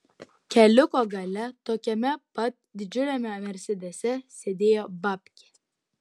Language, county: Lithuanian, Utena